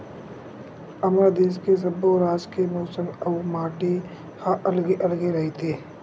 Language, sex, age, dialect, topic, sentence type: Chhattisgarhi, male, 56-60, Western/Budati/Khatahi, agriculture, statement